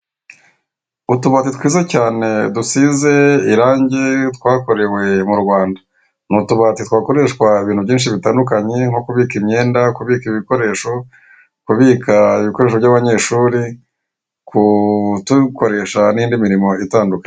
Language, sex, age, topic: Kinyarwanda, male, 18-24, finance